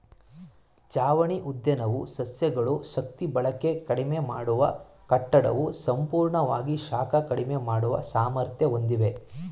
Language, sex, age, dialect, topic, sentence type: Kannada, male, 18-24, Mysore Kannada, agriculture, statement